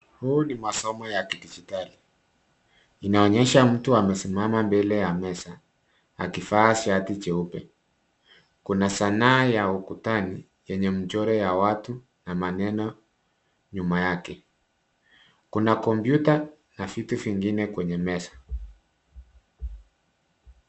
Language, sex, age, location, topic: Swahili, male, 36-49, Nairobi, education